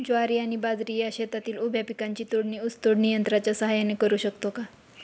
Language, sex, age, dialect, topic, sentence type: Marathi, female, 25-30, Northern Konkan, agriculture, question